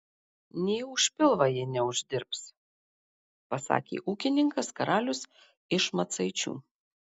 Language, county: Lithuanian, Marijampolė